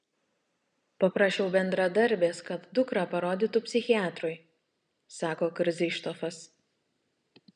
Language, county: Lithuanian, Šiauliai